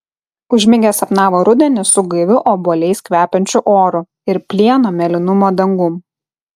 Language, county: Lithuanian, Kaunas